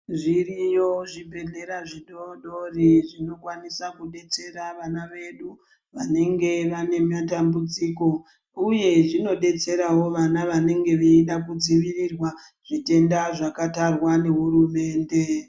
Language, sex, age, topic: Ndau, female, 25-35, health